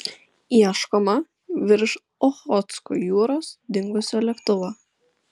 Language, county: Lithuanian, Klaipėda